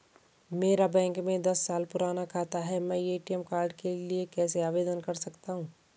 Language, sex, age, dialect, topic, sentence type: Hindi, female, 31-35, Garhwali, banking, question